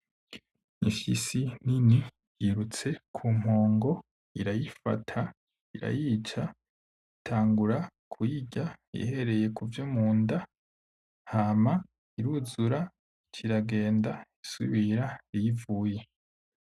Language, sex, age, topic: Rundi, male, 18-24, agriculture